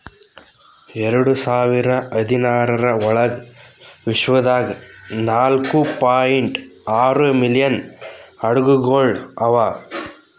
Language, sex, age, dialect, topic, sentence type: Kannada, male, 18-24, Northeastern, agriculture, statement